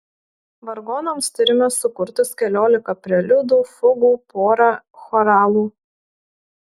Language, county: Lithuanian, Marijampolė